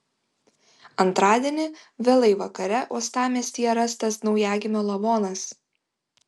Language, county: Lithuanian, Vilnius